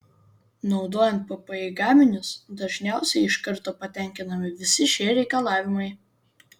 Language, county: Lithuanian, Vilnius